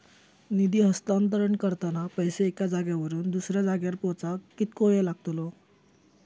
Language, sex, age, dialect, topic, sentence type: Marathi, male, 18-24, Southern Konkan, banking, question